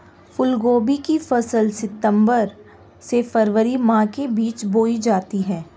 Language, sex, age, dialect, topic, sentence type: Hindi, female, 18-24, Marwari Dhudhari, agriculture, statement